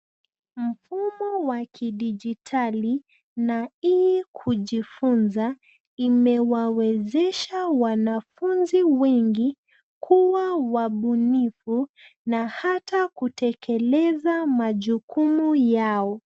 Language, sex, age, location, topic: Swahili, female, 25-35, Nairobi, education